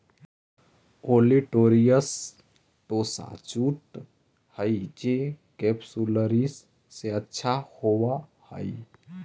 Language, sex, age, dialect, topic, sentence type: Magahi, male, 18-24, Central/Standard, banking, statement